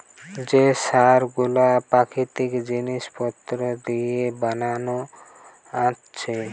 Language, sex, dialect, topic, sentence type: Bengali, male, Western, agriculture, statement